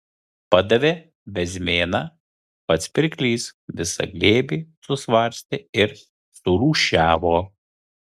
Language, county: Lithuanian, Kaunas